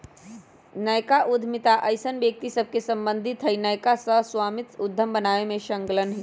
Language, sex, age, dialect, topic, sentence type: Magahi, male, 18-24, Western, banking, statement